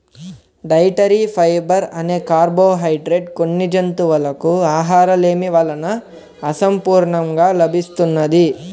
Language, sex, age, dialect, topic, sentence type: Telugu, male, 18-24, Central/Coastal, agriculture, statement